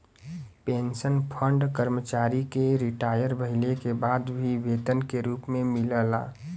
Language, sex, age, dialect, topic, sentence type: Bhojpuri, male, 18-24, Western, banking, statement